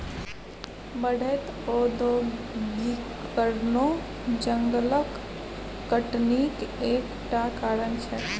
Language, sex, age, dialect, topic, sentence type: Maithili, female, 51-55, Bajjika, agriculture, statement